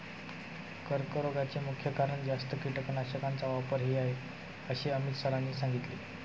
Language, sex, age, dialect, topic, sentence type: Marathi, male, 25-30, Standard Marathi, agriculture, statement